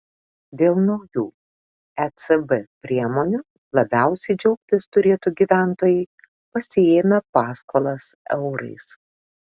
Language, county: Lithuanian, Šiauliai